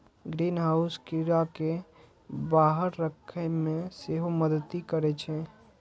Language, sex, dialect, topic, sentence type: Maithili, male, Eastern / Thethi, agriculture, statement